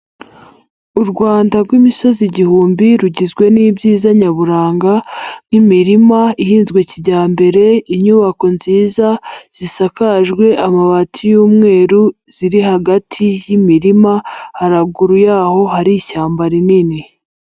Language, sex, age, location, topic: Kinyarwanda, male, 50+, Nyagatare, agriculture